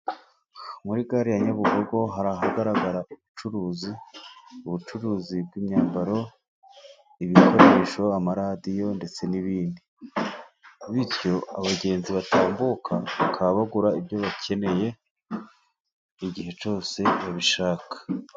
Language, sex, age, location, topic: Kinyarwanda, male, 36-49, Musanze, finance